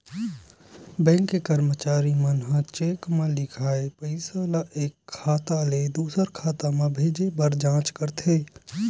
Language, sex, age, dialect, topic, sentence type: Chhattisgarhi, male, 18-24, Western/Budati/Khatahi, banking, statement